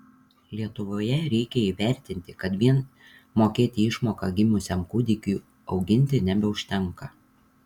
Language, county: Lithuanian, Šiauliai